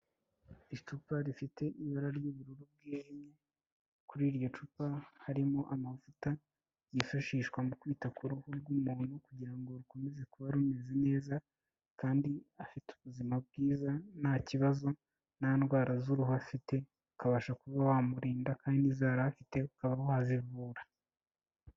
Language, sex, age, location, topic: Kinyarwanda, male, 18-24, Kigali, health